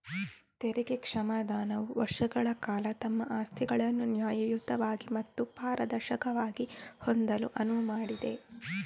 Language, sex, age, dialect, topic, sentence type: Kannada, female, 18-24, Coastal/Dakshin, banking, statement